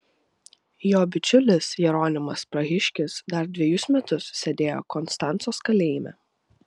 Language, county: Lithuanian, Vilnius